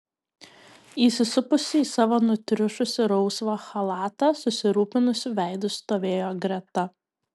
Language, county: Lithuanian, Kaunas